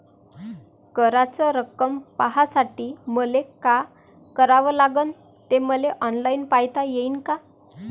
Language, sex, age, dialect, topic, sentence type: Marathi, female, 25-30, Varhadi, banking, question